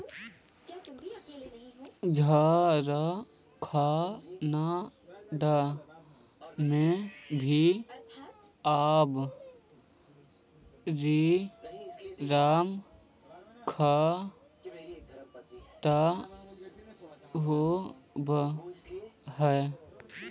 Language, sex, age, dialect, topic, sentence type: Magahi, male, 31-35, Central/Standard, agriculture, statement